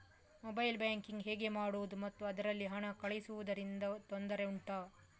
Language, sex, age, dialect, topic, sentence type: Kannada, female, 18-24, Coastal/Dakshin, banking, question